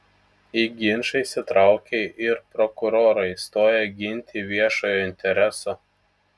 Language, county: Lithuanian, Telšiai